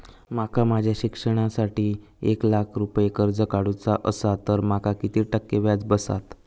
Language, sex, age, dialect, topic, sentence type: Marathi, male, 18-24, Southern Konkan, banking, question